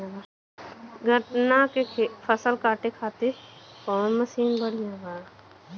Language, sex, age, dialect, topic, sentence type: Bhojpuri, female, 25-30, Western, agriculture, question